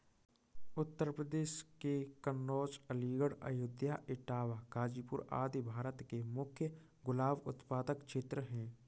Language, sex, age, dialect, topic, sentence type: Hindi, male, 36-40, Kanauji Braj Bhasha, agriculture, statement